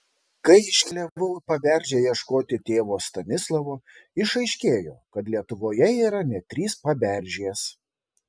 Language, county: Lithuanian, Šiauliai